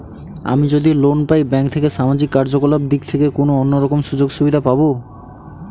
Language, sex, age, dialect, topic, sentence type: Bengali, male, 18-24, Northern/Varendri, banking, question